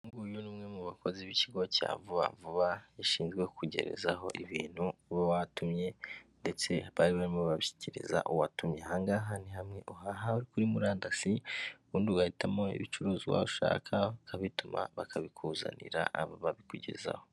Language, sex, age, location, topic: Kinyarwanda, male, 25-35, Kigali, finance